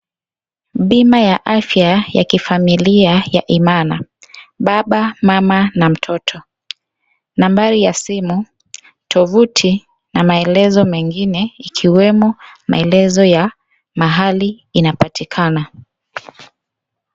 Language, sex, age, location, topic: Swahili, female, 25-35, Kisii, finance